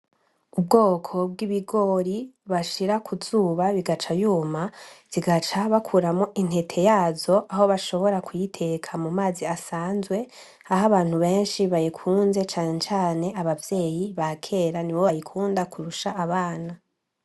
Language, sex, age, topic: Rundi, male, 18-24, agriculture